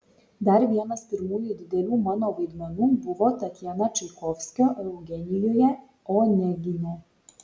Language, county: Lithuanian, Šiauliai